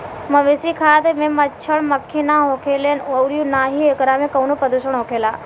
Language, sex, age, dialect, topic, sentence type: Bhojpuri, female, 18-24, Southern / Standard, agriculture, statement